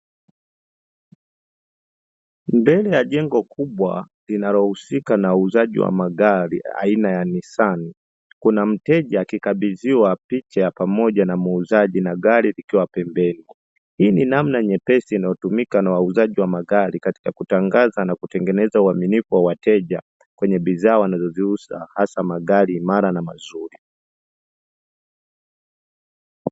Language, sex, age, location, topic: Swahili, male, 25-35, Dar es Salaam, finance